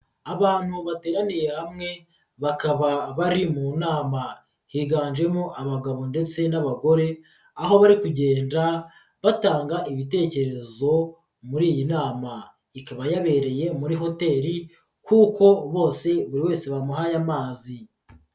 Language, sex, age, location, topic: Kinyarwanda, female, 36-49, Nyagatare, finance